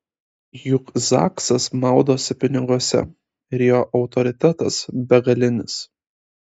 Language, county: Lithuanian, Kaunas